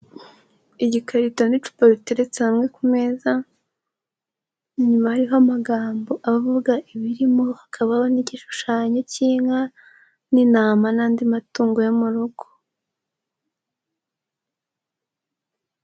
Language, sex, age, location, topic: Kinyarwanda, female, 18-24, Huye, agriculture